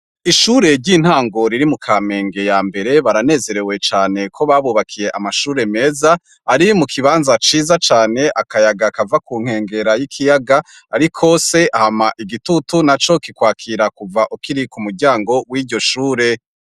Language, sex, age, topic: Rundi, male, 25-35, education